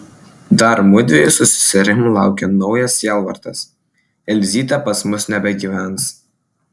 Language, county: Lithuanian, Klaipėda